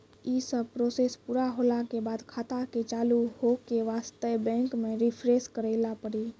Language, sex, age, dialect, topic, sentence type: Maithili, female, 46-50, Angika, banking, question